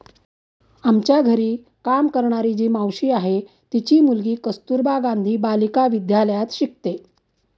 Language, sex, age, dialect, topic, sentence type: Marathi, female, 60-100, Standard Marathi, banking, statement